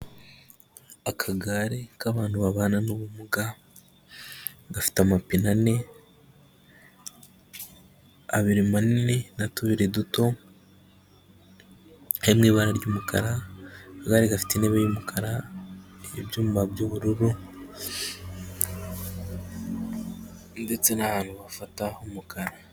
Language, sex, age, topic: Kinyarwanda, male, 25-35, health